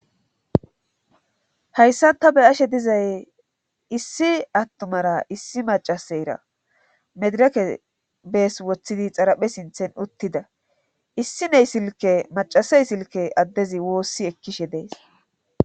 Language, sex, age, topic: Gamo, female, 36-49, government